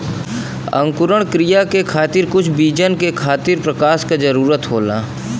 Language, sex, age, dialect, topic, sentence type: Bhojpuri, male, 25-30, Western, agriculture, statement